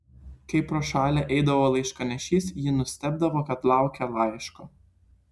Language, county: Lithuanian, Klaipėda